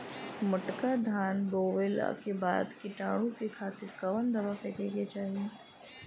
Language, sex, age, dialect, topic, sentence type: Bhojpuri, female, 25-30, Western, agriculture, question